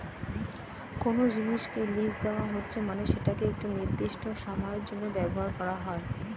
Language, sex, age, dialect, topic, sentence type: Bengali, female, 36-40, Standard Colloquial, banking, statement